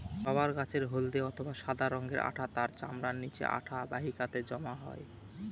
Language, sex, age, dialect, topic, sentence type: Bengali, male, 31-35, Northern/Varendri, agriculture, statement